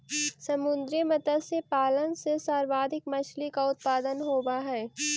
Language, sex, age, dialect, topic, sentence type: Magahi, female, 18-24, Central/Standard, agriculture, statement